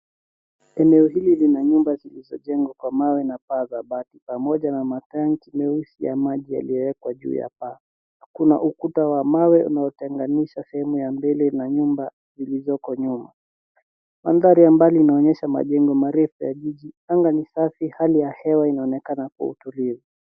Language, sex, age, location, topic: Swahili, male, 18-24, Nairobi, government